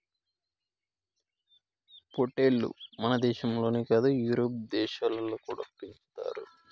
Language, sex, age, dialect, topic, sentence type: Telugu, male, 25-30, Southern, agriculture, statement